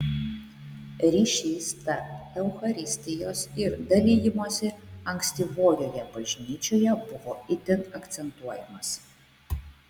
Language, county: Lithuanian, Šiauliai